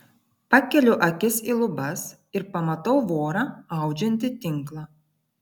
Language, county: Lithuanian, Vilnius